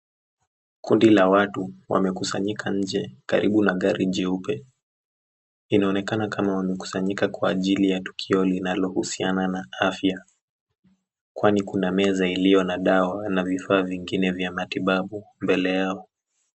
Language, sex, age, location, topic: Swahili, male, 18-24, Nairobi, health